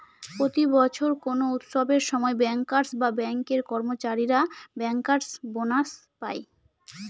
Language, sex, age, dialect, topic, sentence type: Bengali, female, 18-24, Northern/Varendri, banking, statement